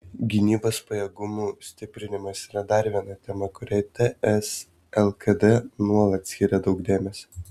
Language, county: Lithuanian, Vilnius